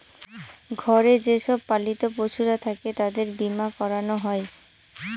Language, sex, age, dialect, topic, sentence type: Bengali, female, 18-24, Northern/Varendri, banking, statement